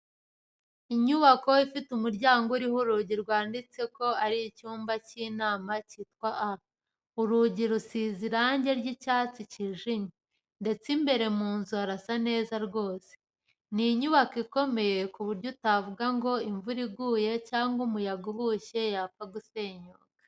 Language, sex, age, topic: Kinyarwanda, female, 25-35, education